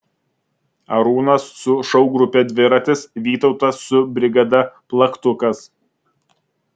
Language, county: Lithuanian, Vilnius